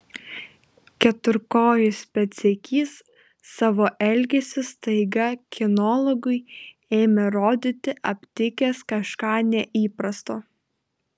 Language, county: Lithuanian, Klaipėda